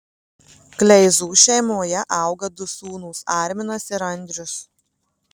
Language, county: Lithuanian, Marijampolė